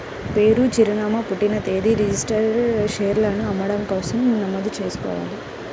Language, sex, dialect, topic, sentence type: Telugu, female, Central/Coastal, banking, statement